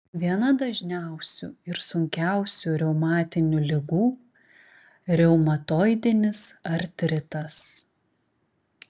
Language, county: Lithuanian, Klaipėda